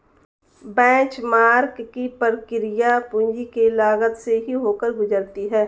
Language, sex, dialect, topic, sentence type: Hindi, female, Marwari Dhudhari, banking, statement